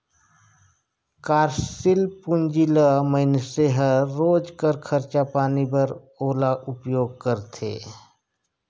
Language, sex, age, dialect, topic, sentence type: Chhattisgarhi, male, 46-50, Northern/Bhandar, banking, statement